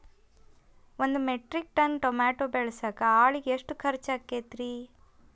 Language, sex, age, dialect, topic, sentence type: Kannada, female, 25-30, Dharwad Kannada, agriculture, question